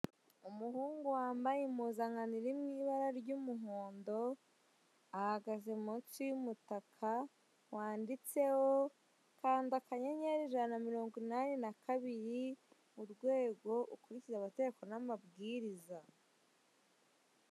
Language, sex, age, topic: Kinyarwanda, male, 25-35, finance